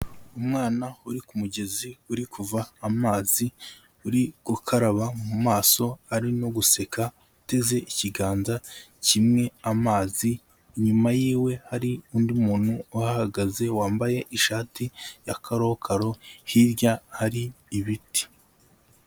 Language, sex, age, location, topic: Kinyarwanda, male, 25-35, Kigali, health